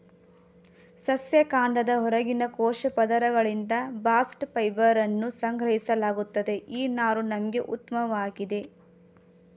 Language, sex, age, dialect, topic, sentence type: Kannada, female, 18-24, Mysore Kannada, agriculture, statement